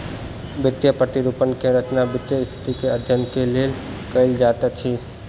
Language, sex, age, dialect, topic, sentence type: Maithili, male, 25-30, Southern/Standard, banking, statement